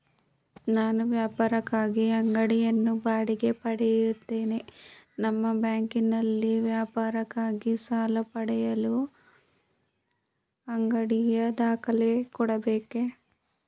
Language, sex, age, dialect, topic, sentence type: Kannada, female, 18-24, Mysore Kannada, banking, question